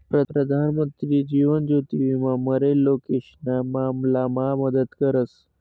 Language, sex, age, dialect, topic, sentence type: Marathi, male, 18-24, Northern Konkan, banking, statement